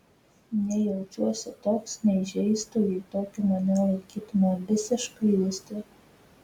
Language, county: Lithuanian, Telšiai